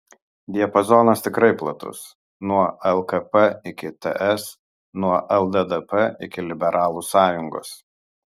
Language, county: Lithuanian, Kaunas